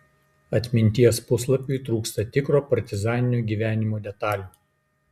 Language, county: Lithuanian, Kaunas